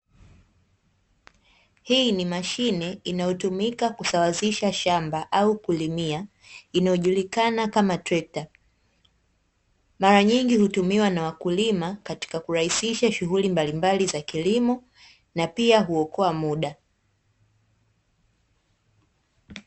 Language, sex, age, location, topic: Swahili, female, 18-24, Dar es Salaam, agriculture